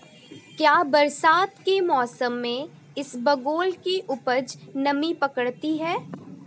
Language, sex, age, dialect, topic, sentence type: Hindi, female, 18-24, Marwari Dhudhari, agriculture, question